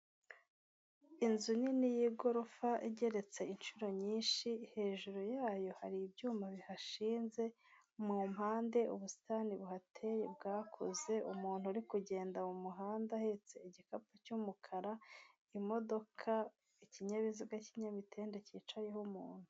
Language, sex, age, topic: Kinyarwanda, female, 25-35, government